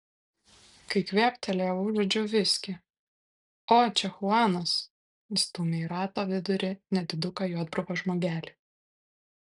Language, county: Lithuanian, Kaunas